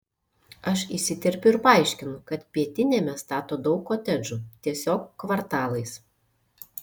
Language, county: Lithuanian, Šiauliai